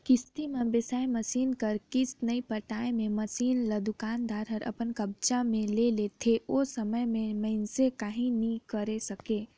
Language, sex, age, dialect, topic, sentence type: Chhattisgarhi, female, 18-24, Northern/Bhandar, banking, statement